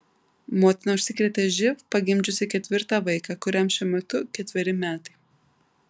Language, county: Lithuanian, Vilnius